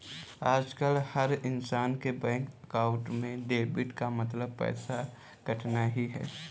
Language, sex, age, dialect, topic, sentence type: Hindi, male, 18-24, Kanauji Braj Bhasha, banking, statement